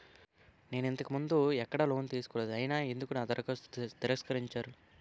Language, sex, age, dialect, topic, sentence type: Telugu, male, 18-24, Utterandhra, banking, question